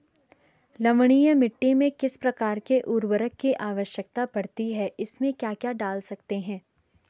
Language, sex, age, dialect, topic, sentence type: Hindi, female, 25-30, Garhwali, agriculture, question